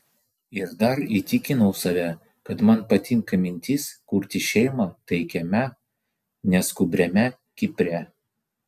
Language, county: Lithuanian, Vilnius